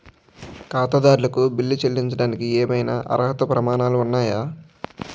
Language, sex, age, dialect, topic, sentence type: Telugu, male, 46-50, Utterandhra, banking, question